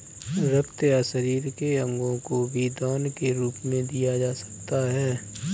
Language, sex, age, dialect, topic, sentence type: Hindi, male, 25-30, Kanauji Braj Bhasha, banking, statement